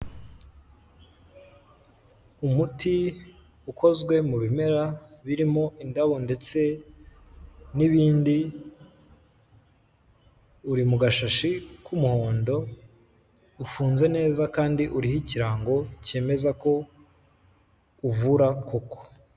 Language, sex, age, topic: Kinyarwanda, male, 18-24, health